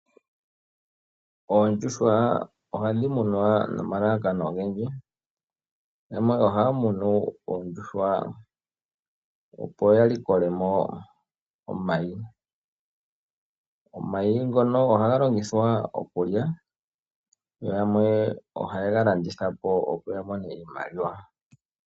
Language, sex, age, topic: Oshiwambo, male, 25-35, agriculture